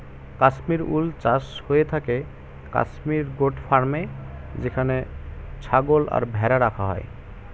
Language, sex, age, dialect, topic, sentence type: Bengali, male, 18-24, Standard Colloquial, agriculture, statement